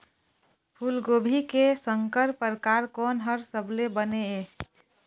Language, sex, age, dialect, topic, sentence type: Chhattisgarhi, female, 25-30, Eastern, agriculture, question